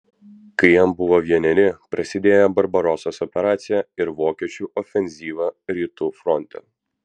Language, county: Lithuanian, Vilnius